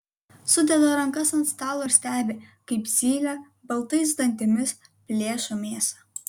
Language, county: Lithuanian, Kaunas